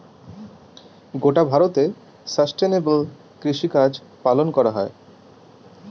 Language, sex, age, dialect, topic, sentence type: Bengali, male, 31-35, Northern/Varendri, agriculture, statement